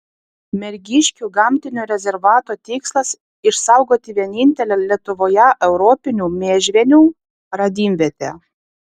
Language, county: Lithuanian, Vilnius